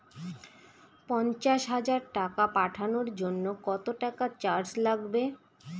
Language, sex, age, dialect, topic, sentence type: Bengali, female, 18-24, Northern/Varendri, banking, question